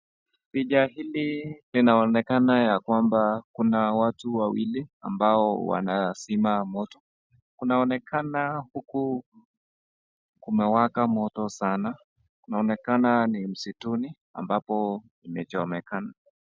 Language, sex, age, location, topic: Swahili, male, 25-35, Nakuru, health